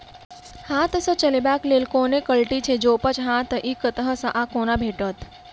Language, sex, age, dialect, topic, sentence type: Maithili, female, 18-24, Southern/Standard, agriculture, question